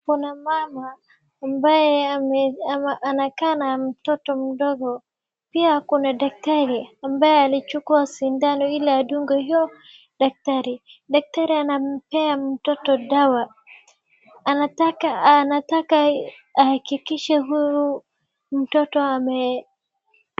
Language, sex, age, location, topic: Swahili, female, 36-49, Wajir, health